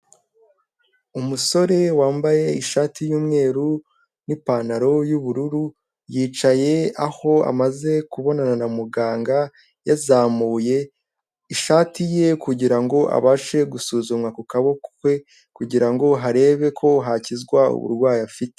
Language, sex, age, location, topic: Kinyarwanda, male, 18-24, Kigali, health